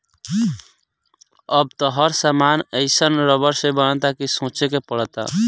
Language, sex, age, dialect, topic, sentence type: Bhojpuri, male, 18-24, Southern / Standard, agriculture, statement